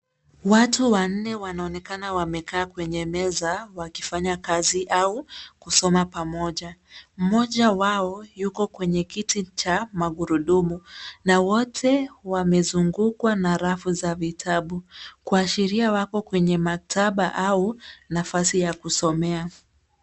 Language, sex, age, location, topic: Swahili, female, 36-49, Nairobi, education